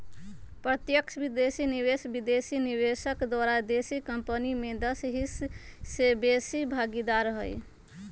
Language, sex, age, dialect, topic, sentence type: Magahi, female, 25-30, Western, banking, statement